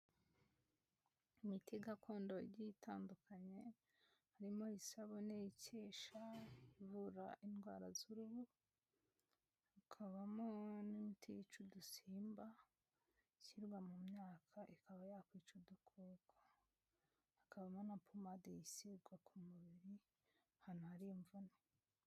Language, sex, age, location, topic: Kinyarwanda, female, 25-35, Kigali, health